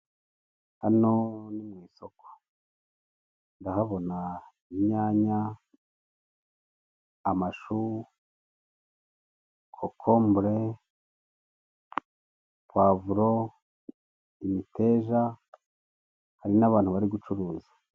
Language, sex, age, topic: Kinyarwanda, male, 50+, finance